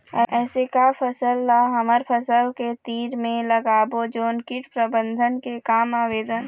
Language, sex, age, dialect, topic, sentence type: Chhattisgarhi, female, 25-30, Eastern, agriculture, question